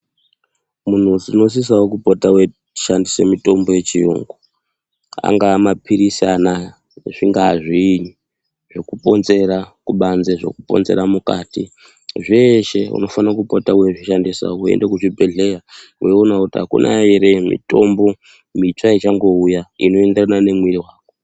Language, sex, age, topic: Ndau, male, 25-35, health